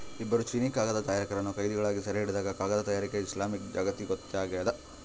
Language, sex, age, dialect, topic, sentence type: Kannada, male, 31-35, Central, agriculture, statement